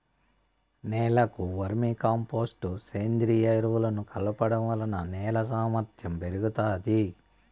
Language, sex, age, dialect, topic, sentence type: Telugu, male, 41-45, Southern, agriculture, statement